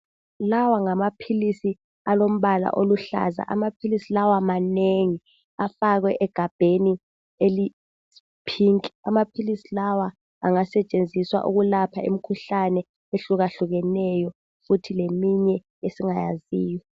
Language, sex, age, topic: North Ndebele, female, 18-24, health